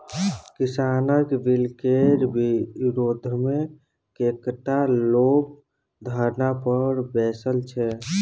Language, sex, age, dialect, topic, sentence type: Maithili, male, 18-24, Bajjika, agriculture, statement